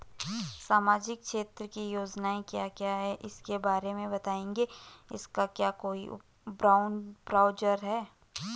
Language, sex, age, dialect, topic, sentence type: Hindi, female, 25-30, Garhwali, banking, question